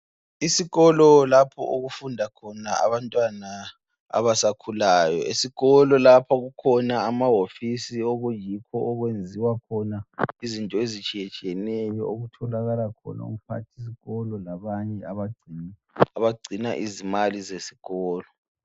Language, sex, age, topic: North Ndebele, female, 18-24, education